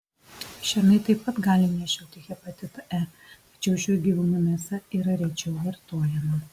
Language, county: Lithuanian, Alytus